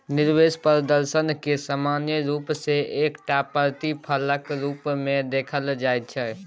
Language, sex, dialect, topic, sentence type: Maithili, male, Bajjika, banking, statement